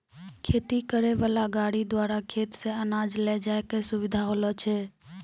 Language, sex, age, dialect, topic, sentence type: Maithili, female, 18-24, Angika, agriculture, statement